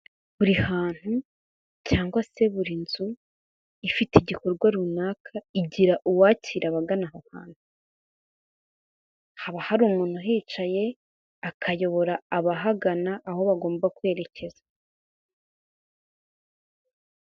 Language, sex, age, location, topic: Kinyarwanda, female, 18-24, Kigali, health